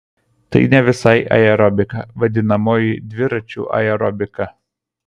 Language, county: Lithuanian, Kaunas